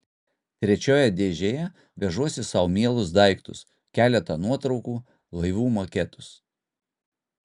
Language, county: Lithuanian, Utena